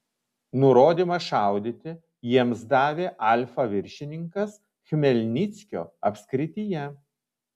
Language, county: Lithuanian, Vilnius